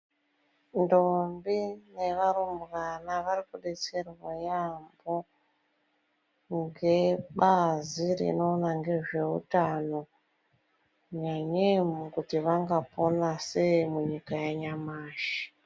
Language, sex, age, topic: Ndau, female, 25-35, health